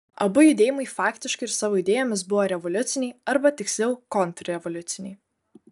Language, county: Lithuanian, Kaunas